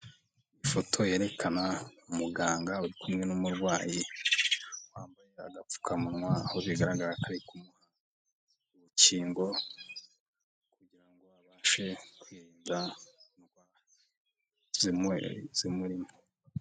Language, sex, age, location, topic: Kinyarwanda, male, 25-35, Nyagatare, health